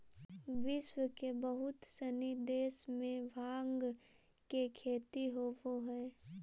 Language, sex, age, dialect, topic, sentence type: Magahi, female, 18-24, Central/Standard, agriculture, statement